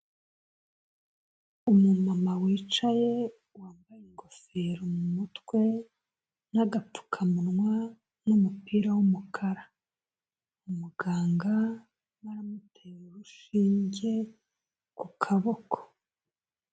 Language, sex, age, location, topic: Kinyarwanda, female, 25-35, Kigali, health